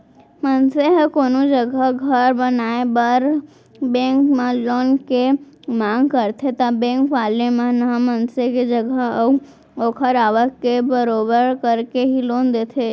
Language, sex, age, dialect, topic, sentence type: Chhattisgarhi, female, 18-24, Central, banking, statement